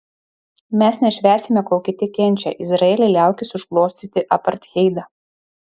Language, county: Lithuanian, Šiauliai